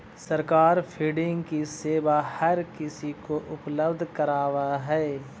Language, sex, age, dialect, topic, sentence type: Magahi, male, 25-30, Central/Standard, agriculture, statement